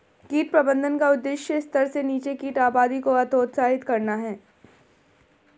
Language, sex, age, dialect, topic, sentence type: Hindi, female, 18-24, Marwari Dhudhari, agriculture, statement